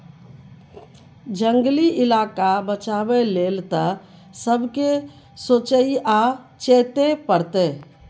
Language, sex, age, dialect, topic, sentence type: Maithili, female, 41-45, Bajjika, agriculture, statement